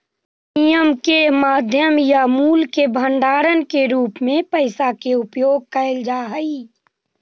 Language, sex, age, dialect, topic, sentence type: Magahi, female, 60-100, Central/Standard, banking, statement